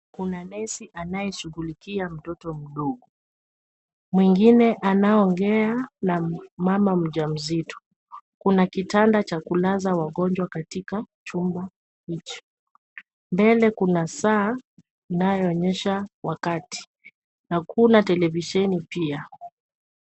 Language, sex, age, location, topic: Swahili, female, 18-24, Kisumu, health